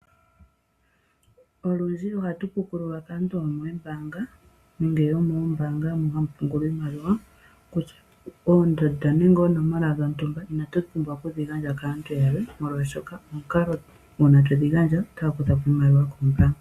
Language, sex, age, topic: Oshiwambo, female, 25-35, finance